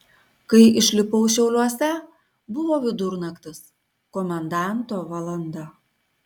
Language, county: Lithuanian, Kaunas